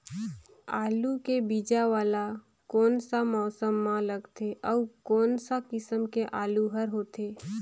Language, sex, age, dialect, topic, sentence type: Chhattisgarhi, female, 25-30, Northern/Bhandar, agriculture, question